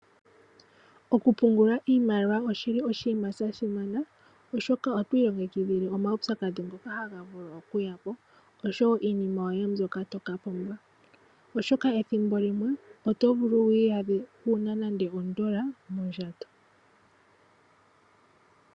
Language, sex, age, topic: Oshiwambo, female, 18-24, finance